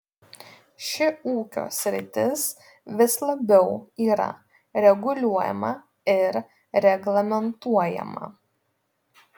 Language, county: Lithuanian, Vilnius